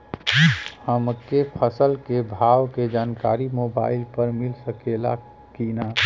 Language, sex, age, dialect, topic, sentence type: Bhojpuri, male, 36-40, Western, agriculture, question